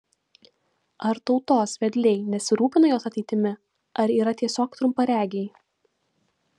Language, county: Lithuanian, Vilnius